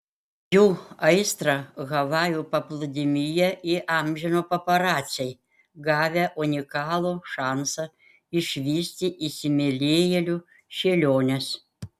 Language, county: Lithuanian, Panevėžys